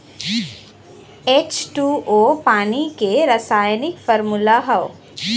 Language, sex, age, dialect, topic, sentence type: Bhojpuri, female, 18-24, Western, agriculture, statement